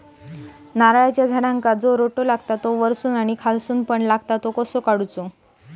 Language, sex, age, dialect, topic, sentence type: Marathi, female, 56-60, Southern Konkan, agriculture, question